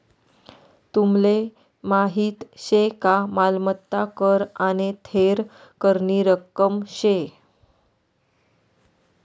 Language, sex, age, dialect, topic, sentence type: Marathi, female, 31-35, Northern Konkan, banking, statement